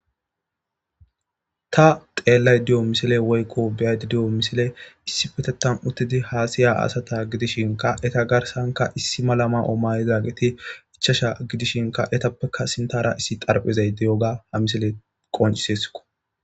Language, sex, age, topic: Gamo, male, 18-24, government